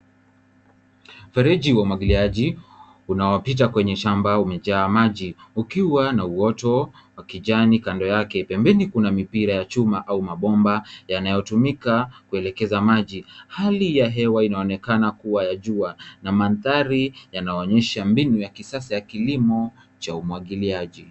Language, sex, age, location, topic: Swahili, male, 18-24, Nairobi, agriculture